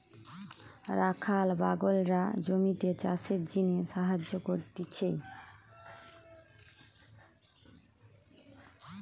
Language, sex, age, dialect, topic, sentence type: Bengali, female, 25-30, Western, agriculture, statement